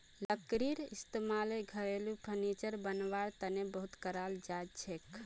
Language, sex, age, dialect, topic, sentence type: Magahi, female, 18-24, Northeastern/Surjapuri, agriculture, statement